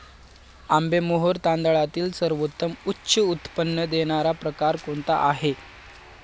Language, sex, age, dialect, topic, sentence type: Marathi, male, 18-24, Standard Marathi, agriculture, question